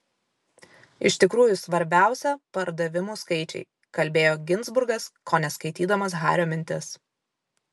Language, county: Lithuanian, Vilnius